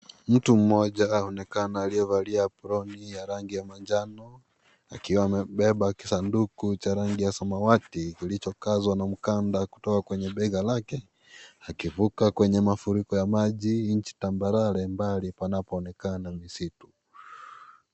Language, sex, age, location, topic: Swahili, male, 25-35, Kisii, health